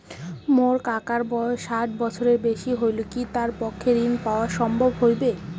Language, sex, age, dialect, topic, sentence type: Bengali, female, 18-24, Rajbangshi, banking, statement